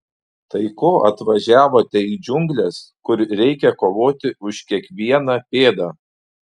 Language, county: Lithuanian, Panevėžys